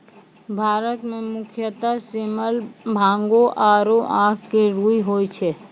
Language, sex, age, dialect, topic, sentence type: Maithili, female, 25-30, Angika, agriculture, statement